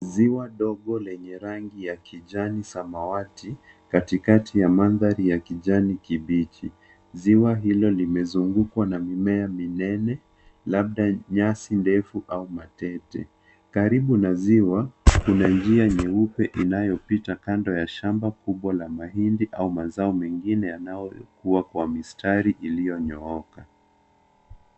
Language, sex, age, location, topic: Swahili, male, 18-24, Nairobi, government